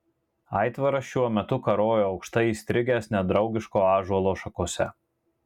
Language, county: Lithuanian, Marijampolė